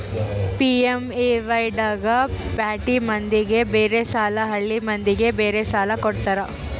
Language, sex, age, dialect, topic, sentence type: Kannada, female, 18-24, Central, banking, statement